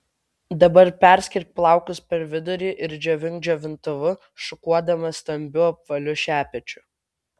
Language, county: Lithuanian, Vilnius